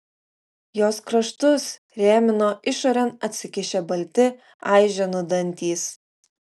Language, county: Lithuanian, Utena